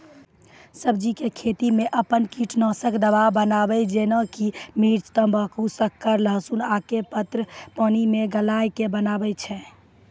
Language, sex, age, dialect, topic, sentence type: Maithili, female, 18-24, Angika, agriculture, question